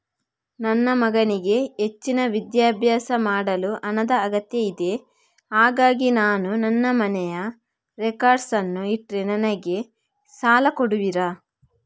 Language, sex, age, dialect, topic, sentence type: Kannada, female, 41-45, Coastal/Dakshin, banking, question